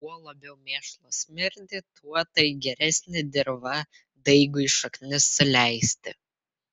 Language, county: Lithuanian, Vilnius